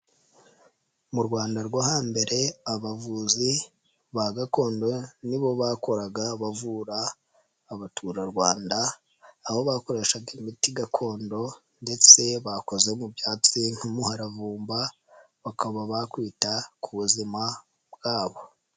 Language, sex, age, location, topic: Kinyarwanda, male, 25-35, Nyagatare, health